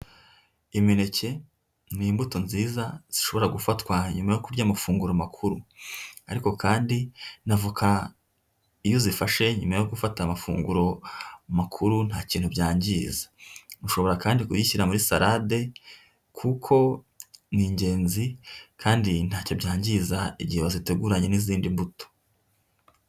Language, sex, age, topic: Kinyarwanda, female, 25-35, agriculture